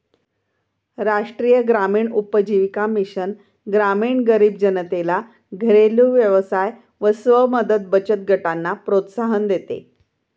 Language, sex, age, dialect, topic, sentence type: Marathi, female, 51-55, Standard Marathi, banking, statement